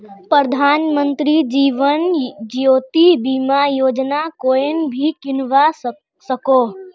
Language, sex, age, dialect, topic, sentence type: Magahi, female, 18-24, Northeastern/Surjapuri, banking, statement